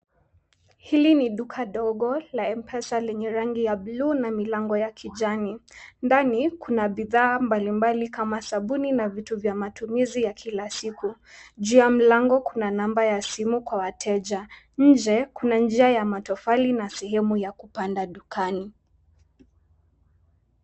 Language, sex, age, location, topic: Swahili, female, 18-24, Nakuru, finance